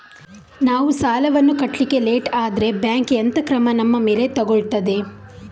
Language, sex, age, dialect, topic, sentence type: Kannada, female, 51-55, Coastal/Dakshin, banking, question